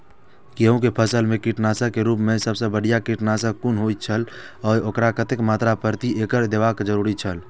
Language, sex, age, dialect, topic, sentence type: Maithili, male, 18-24, Eastern / Thethi, agriculture, question